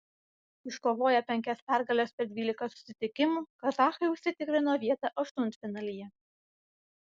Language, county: Lithuanian, Vilnius